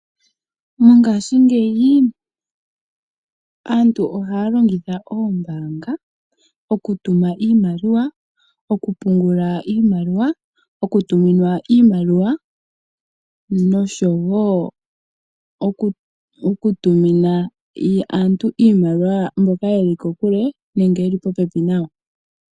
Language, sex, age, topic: Oshiwambo, female, 18-24, finance